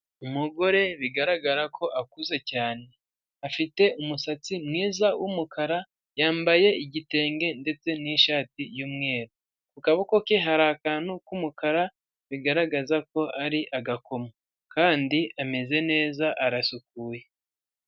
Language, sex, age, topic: Kinyarwanda, male, 25-35, government